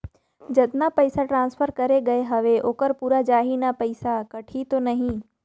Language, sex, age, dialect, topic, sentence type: Chhattisgarhi, female, 31-35, Northern/Bhandar, banking, question